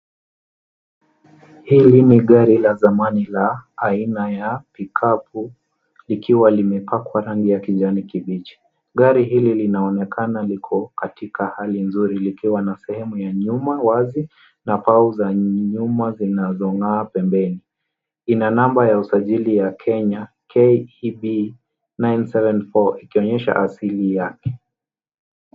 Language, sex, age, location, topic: Swahili, male, 18-24, Nairobi, finance